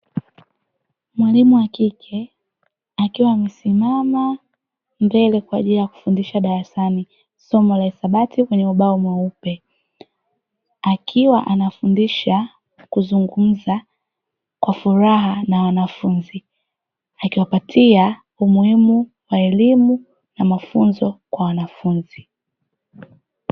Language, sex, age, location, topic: Swahili, female, 18-24, Dar es Salaam, education